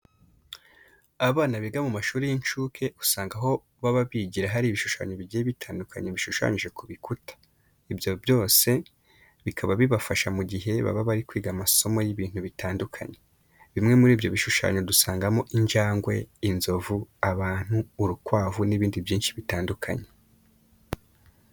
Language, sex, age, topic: Kinyarwanda, male, 25-35, education